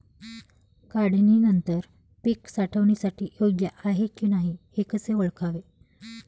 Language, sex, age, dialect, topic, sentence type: Marathi, female, 25-30, Standard Marathi, agriculture, question